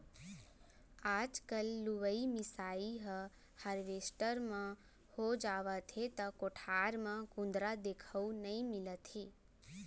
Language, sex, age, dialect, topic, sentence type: Chhattisgarhi, female, 18-24, Central, agriculture, statement